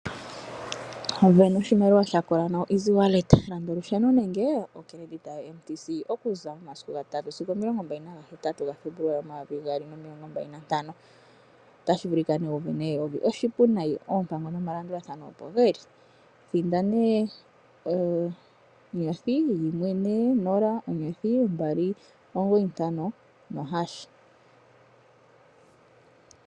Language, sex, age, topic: Oshiwambo, female, 25-35, finance